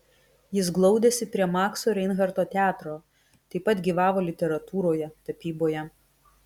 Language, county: Lithuanian, Kaunas